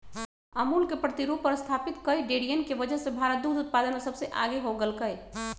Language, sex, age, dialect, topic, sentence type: Magahi, female, 56-60, Western, agriculture, statement